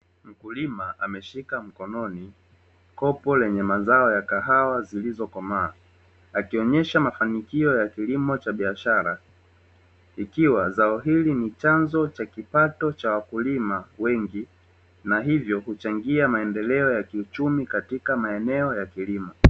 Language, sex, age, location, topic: Swahili, male, 25-35, Dar es Salaam, agriculture